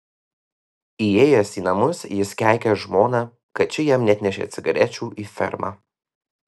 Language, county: Lithuanian, Vilnius